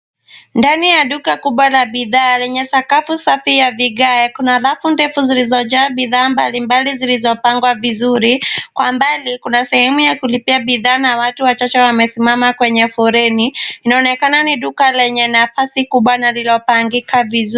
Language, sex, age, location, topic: Swahili, female, 18-24, Nairobi, finance